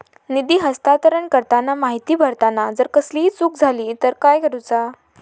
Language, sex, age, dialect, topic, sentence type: Marathi, female, 18-24, Southern Konkan, banking, question